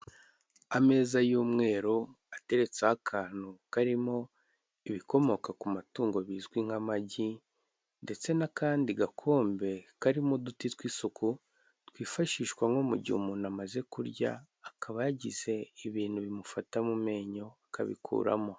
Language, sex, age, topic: Kinyarwanda, male, 18-24, finance